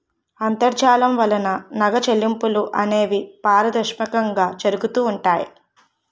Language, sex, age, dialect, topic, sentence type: Telugu, female, 18-24, Utterandhra, banking, statement